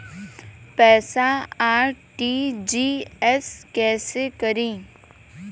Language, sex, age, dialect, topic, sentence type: Bhojpuri, female, 18-24, Western, banking, question